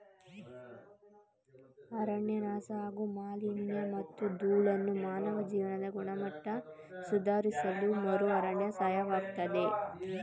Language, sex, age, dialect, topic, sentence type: Kannada, male, 18-24, Mysore Kannada, agriculture, statement